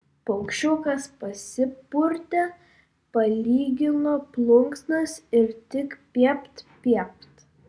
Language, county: Lithuanian, Vilnius